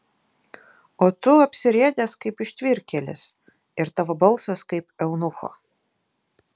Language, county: Lithuanian, Vilnius